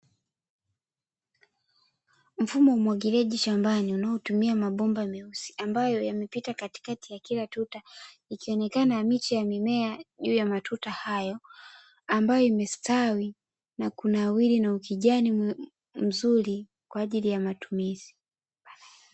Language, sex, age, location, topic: Swahili, female, 25-35, Dar es Salaam, agriculture